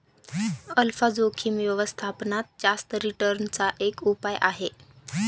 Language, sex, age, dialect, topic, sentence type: Marathi, female, 25-30, Northern Konkan, banking, statement